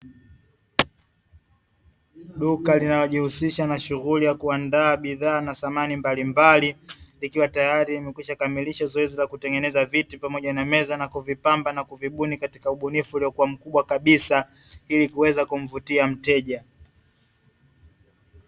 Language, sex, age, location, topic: Swahili, male, 25-35, Dar es Salaam, finance